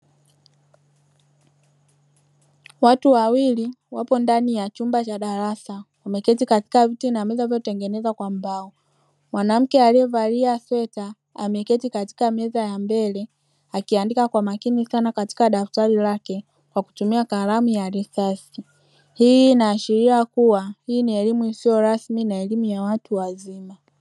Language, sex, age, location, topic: Swahili, female, 25-35, Dar es Salaam, education